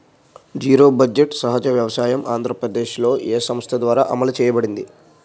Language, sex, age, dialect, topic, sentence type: Telugu, male, 51-55, Utterandhra, agriculture, question